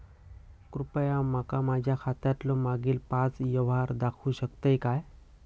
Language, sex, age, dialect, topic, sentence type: Marathi, male, 18-24, Southern Konkan, banking, statement